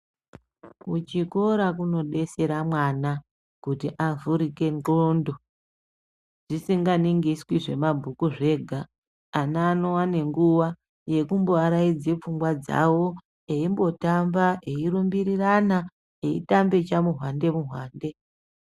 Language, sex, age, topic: Ndau, male, 18-24, education